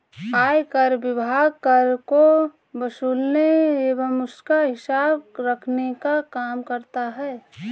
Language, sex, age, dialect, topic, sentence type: Hindi, female, 25-30, Kanauji Braj Bhasha, banking, statement